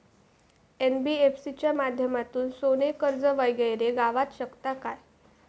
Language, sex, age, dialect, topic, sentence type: Marathi, female, 18-24, Southern Konkan, banking, question